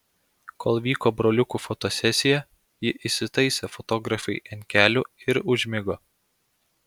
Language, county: Lithuanian, Klaipėda